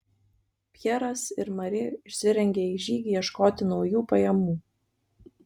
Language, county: Lithuanian, Kaunas